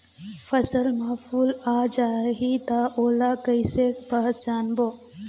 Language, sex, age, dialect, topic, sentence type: Chhattisgarhi, female, 18-24, Eastern, agriculture, statement